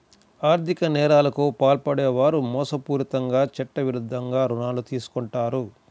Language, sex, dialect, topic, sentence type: Telugu, male, Central/Coastal, banking, statement